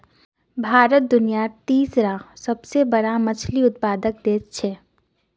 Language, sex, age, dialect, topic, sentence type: Magahi, female, 36-40, Northeastern/Surjapuri, agriculture, statement